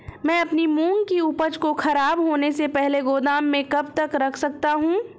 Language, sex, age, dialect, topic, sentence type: Hindi, female, 25-30, Awadhi Bundeli, agriculture, question